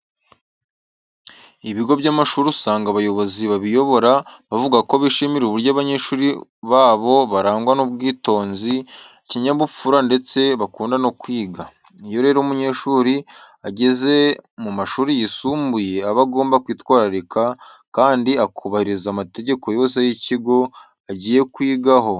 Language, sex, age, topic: Kinyarwanda, male, 18-24, education